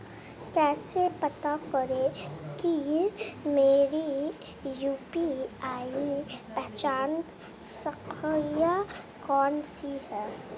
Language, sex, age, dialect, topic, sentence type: Hindi, female, 25-30, Marwari Dhudhari, banking, question